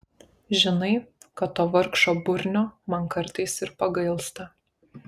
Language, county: Lithuanian, Kaunas